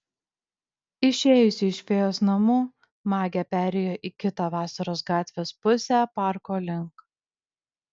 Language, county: Lithuanian, Vilnius